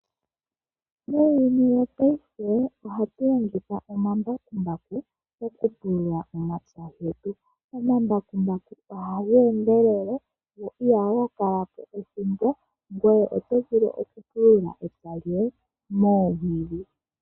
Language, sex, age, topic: Oshiwambo, female, 18-24, agriculture